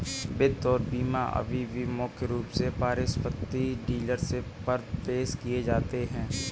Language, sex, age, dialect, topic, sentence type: Hindi, male, 18-24, Kanauji Braj Bhasha, banking, statement